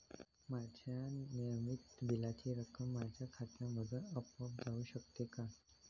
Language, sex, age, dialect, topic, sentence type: Marathi, male, 18-24, Standard Marathi, banking, question